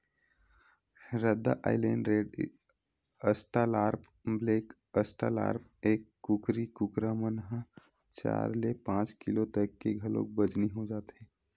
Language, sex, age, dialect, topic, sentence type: Chhattisgarhi, male, 18-24, Western/Budati/Khatahi, agriculture, statement